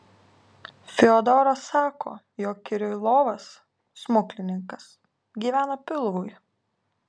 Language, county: Lithuanian, Alytus